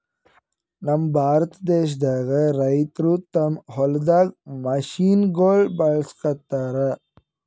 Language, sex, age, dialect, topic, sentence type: Kannada, female, 25-30, Northeastern, agriculture, statement